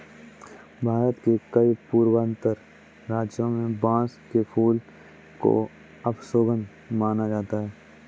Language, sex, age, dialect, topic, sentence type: Hindi, male, 18-24, Kanauji Braj Bhasha, agriculture, statement